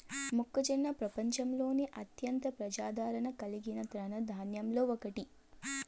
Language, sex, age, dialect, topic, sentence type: Telugu, female, 18-24, Southern, agriculture, statement